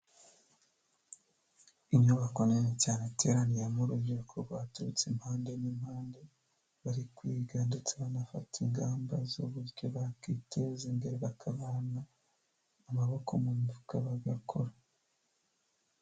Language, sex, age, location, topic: Kinyarwanda, male, 25-35, Huye, health